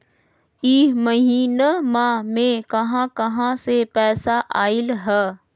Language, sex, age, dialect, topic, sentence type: Magahi, female, 25-30, Western, banking, question